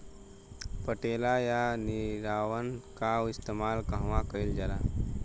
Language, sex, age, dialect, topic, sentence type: Bhojpuri, male, 18-24, Southern / Standard, agriculture, question